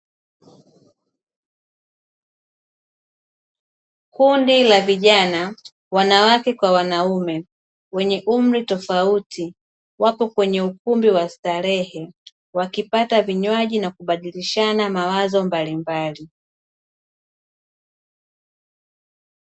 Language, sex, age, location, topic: Swahili, female, 25-35, Dar es Salaam, finance